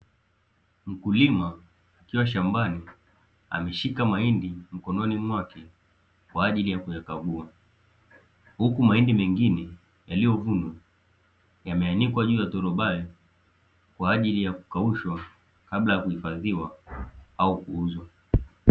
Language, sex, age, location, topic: Swahili, male, 18-24, Dar es Salaam, agriculture